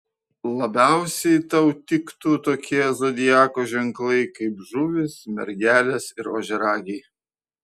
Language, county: Lithuanian, Vilnius